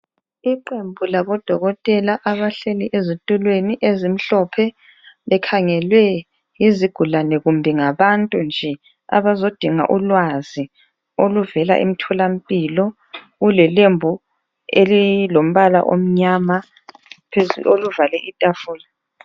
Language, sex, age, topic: North Ndebele, female, 25-35, health